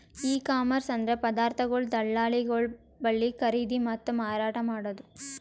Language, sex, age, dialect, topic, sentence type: Kannada, female, 18-24, Northeastern, agriculture, statement